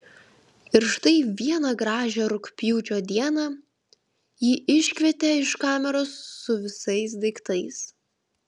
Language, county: Lithuanian, Vilnius